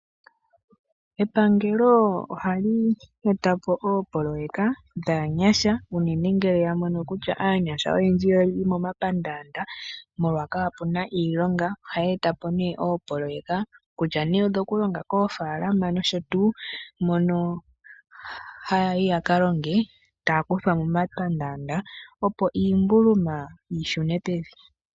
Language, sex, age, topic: Oshiwambo, female, 18-24, agriculture